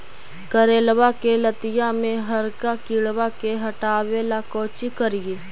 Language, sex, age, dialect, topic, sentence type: Magahi, female, 25-30, Central/Standard, agriculture, question